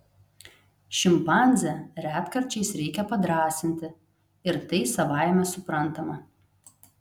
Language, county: Lithuanian, Telšiai